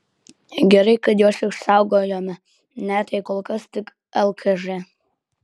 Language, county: Lithuanian, Kaunas